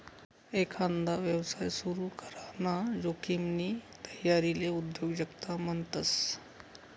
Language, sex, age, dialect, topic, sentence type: Marathi, male, 31-35, Northern Konkan, banking, statement